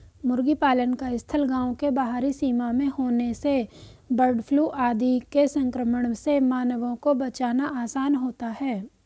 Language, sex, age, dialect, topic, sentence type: Hindi, female, 18-24, Hindustani Malvi Khadi Boli, agriculture, statement